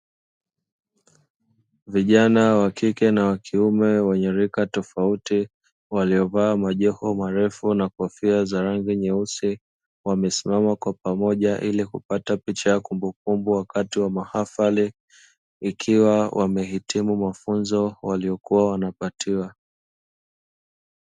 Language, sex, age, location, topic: Swahili, male, 25-35, Dar es Salaam, education